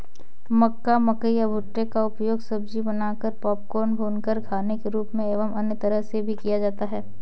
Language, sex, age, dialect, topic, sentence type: Hindi, female, 18-24, Kanauji Braj Bhasha, agriculture, statement